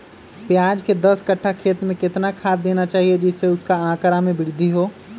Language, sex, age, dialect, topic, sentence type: Magahi, male, 25-30, Western, agriculture, question